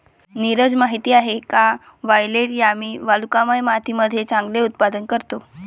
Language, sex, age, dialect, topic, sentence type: Marathi, female, 18-24, Varhadi, agriculture, statement